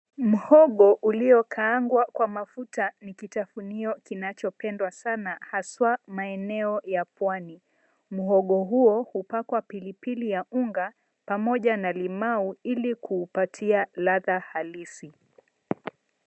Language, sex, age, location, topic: Swahili, female, 25-35, Mombasa, agriculture